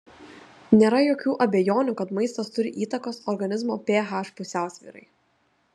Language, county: Lithuanian, Telšiai